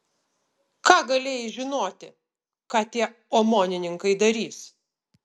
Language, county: Lithuanian, Utena